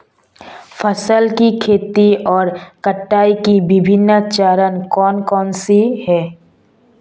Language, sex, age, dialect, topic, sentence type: Hindi, female, 18-24, Marwari Dhudhari, agriculture, question